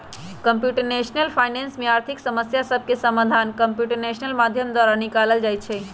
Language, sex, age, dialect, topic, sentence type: Magahi, female, 31-35, Western, banking, statement